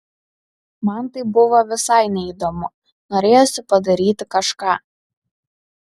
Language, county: Lithuanian, Kaunas